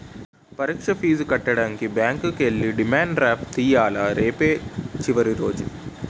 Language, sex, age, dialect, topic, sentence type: Telugu, male, 18-24, Utterandhra, banking, statement